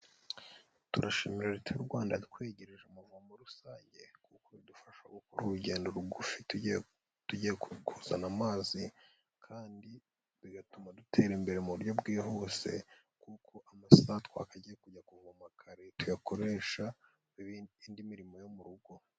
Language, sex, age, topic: Kinyarwanda, female, 18-24, health